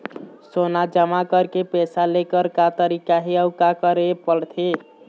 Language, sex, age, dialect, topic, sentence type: Chhattisgarhi, male, 18-24, Eastern, banking, question